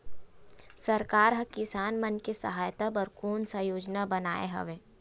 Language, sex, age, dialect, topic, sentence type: Chhattisgarhi, female, 18-24, Western/Budati/Khatahi, agriculture, question